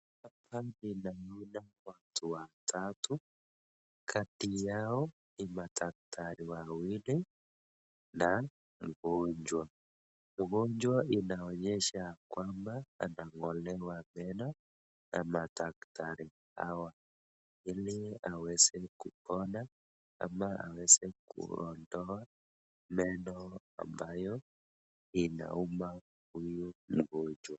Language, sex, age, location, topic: Swahili, male, 25-35, Nakuru, health